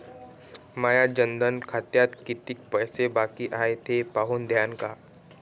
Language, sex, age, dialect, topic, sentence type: Marathi, male, 25-30, Varhadi, banking, question